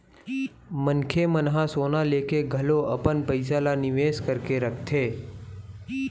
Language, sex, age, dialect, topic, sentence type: Chhattisgarhi, male, 18-24, Western/Budati/Khatahi, banking, statement